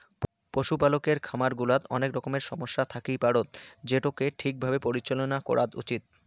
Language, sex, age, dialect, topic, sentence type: Bengali, male, 18-24, Rajbangshi, agriculture, statement